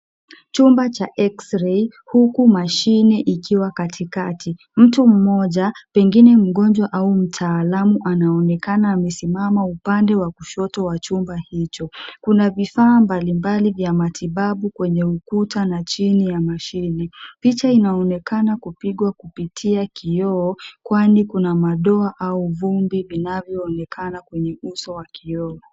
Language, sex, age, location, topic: Swahili, female, 18-24, Nairobi, health